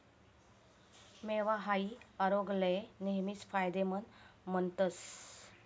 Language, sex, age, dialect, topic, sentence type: Marathi, female, 36-40, Northern Konkan, agriculture, statement